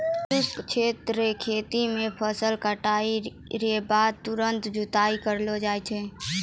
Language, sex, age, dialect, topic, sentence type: Maithili, female, 18-24, Angika, agriculture, statement